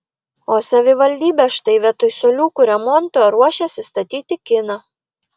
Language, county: Lithuanian, Vilnius